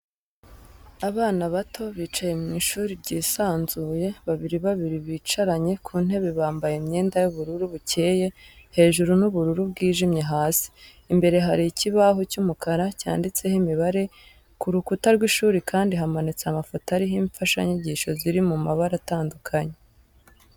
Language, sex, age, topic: Kinyarwanda, female, 18-24, education